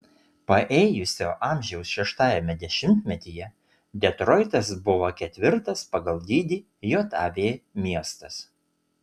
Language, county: Lithuanian, Utena